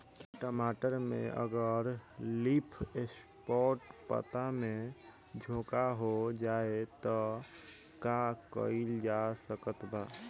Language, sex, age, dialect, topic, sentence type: Bhojpuri, male, 18-24, Southern / Standard, agriculture, question